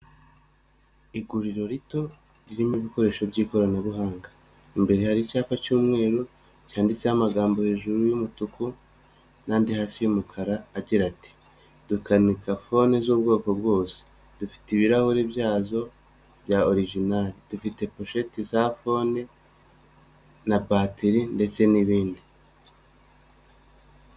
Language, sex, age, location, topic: Kinyarwanda, male, 25-35, Nyagatare, finance